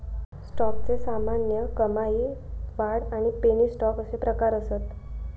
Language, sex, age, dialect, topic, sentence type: Marathi, female, 18-24, Southern Konkan, banking, statement